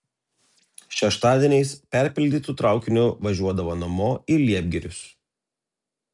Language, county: Lithuanian, Telšiai